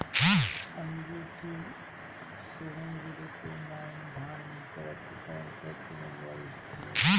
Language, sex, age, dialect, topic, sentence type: Bhojpuri, male, 36-40, Northern, agriculture, question